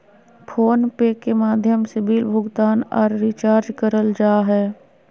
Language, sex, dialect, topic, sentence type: Magahi, female, Southern, banking, statement